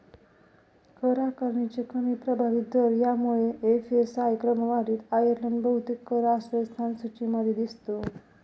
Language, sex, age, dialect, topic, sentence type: Marathi, female, 25-30, Northern Konkan, banking, statement